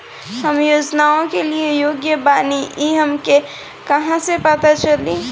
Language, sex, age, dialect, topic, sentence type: Bhojpuri, female, 18-24, Northern, banking, question